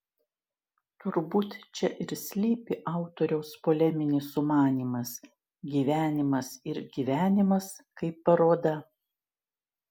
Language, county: Lithuanian, Šiauliai